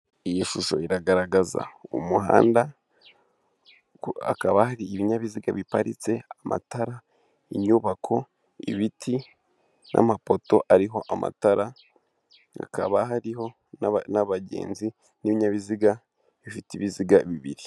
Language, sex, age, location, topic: Kinyarwanda, male, 18-24, Kigali, finance